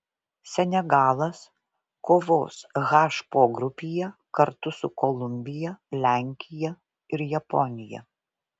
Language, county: Lithuanian, Vilnius